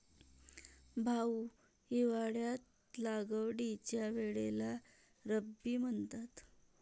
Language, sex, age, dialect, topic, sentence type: Marathi, female, 31-35, Varhadi, agriculture, statement